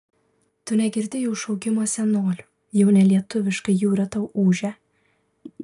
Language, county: Lithuanian, Vilnius